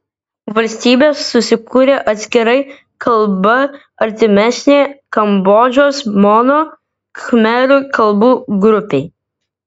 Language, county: Lithuanian, Vilnius